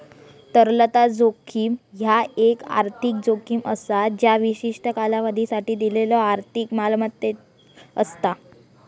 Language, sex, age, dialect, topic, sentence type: Marathi, female, 46-50, Southern Konkan, banking, statement